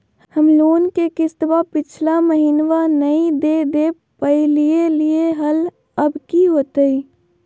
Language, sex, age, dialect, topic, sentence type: Magahi, female, 60-100, Southern, banking, question